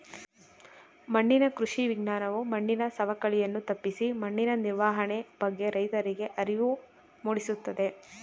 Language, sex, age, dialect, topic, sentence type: Kannada, female, 25-30, Mysore Kannada, agriculture, statement